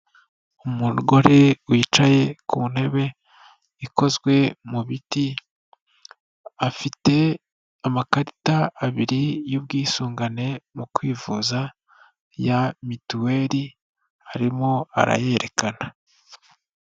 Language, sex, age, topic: Kinyarwanda, female, 36-49, finance